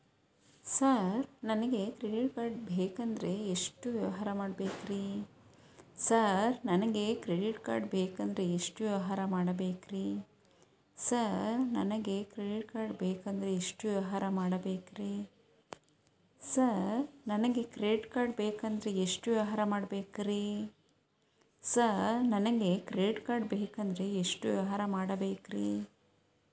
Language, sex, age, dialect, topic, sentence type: Kannada, female, 31-35, Dharwad Kannada, banking, question